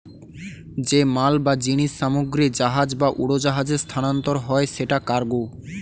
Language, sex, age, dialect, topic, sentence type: Bengali, male, 18-24, Standard Colloquial, banking, statement